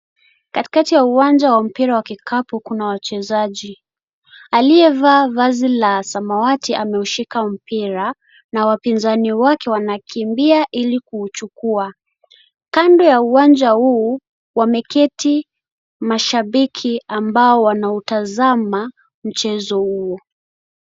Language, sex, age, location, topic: Swahili, female, 18-24, Kisii, government